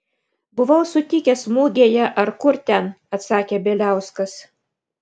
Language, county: Lithuanian, Vilnius